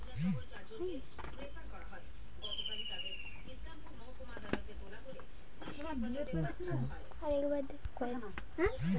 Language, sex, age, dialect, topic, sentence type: Bengali, female, 18-24, Standard Colloquial, banking, question